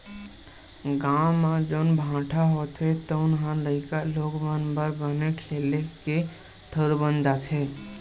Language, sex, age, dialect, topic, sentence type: Chhattisgarhi, male, 18-24, Western/Budati/Khatahi, agriculture, statement